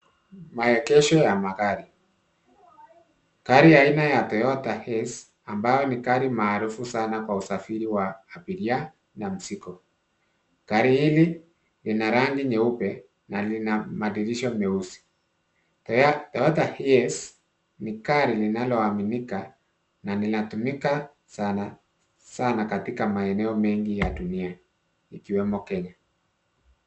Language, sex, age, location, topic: Swahili, male, 36-49, Nairobi, finance